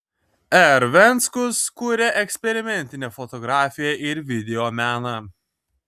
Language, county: Lithuanian, Kaunas